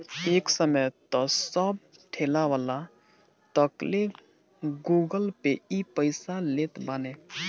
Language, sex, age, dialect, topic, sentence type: Bhojpuri, male, 60-100, Northern, banking, statement